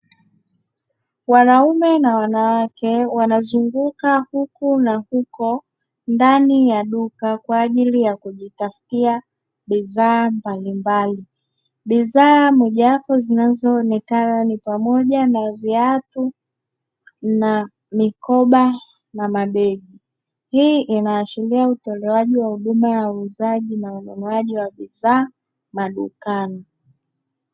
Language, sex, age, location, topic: Swahili, male, 36-49, Dar es Salaam, finance